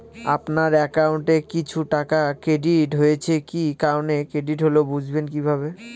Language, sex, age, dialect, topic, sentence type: Bengali, male, 18-24, Northern/Varendri, banking, question